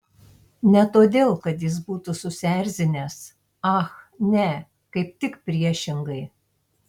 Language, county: Lithuanian, Tauragė